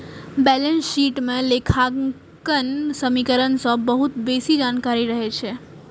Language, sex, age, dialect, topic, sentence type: Maithili, female, 18-24, Eastern / Thethi, banking, statement